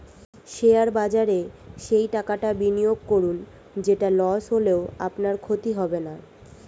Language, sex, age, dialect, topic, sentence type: Bengali, female, 18-24, Standard Colloquial, banking, statement